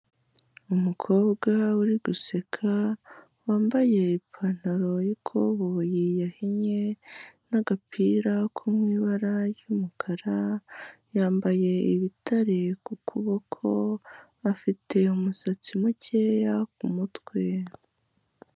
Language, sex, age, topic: Kinyarwanda, female, 18-24, health